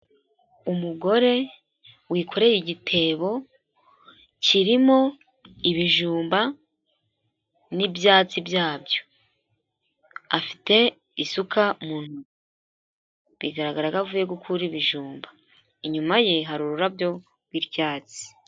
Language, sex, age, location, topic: Kinyarwanda, female, 18-24, Huye, health